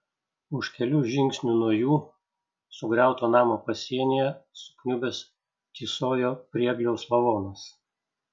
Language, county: Lithuanian, Šiauliai